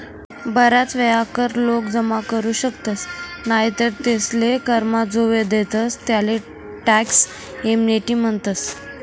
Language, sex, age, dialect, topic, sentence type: Marathi, female, 18-24, Northern Konkan, banking, statement